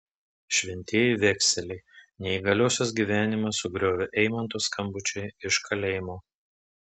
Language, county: Lithuanian, Telšiai